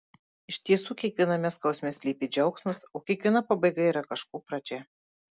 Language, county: Lithuanian, Marijampolė